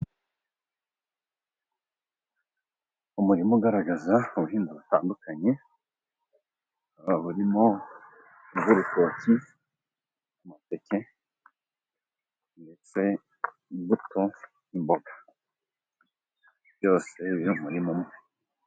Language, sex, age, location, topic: Kinyarwanda, male, 25-35, Musanze, agriculture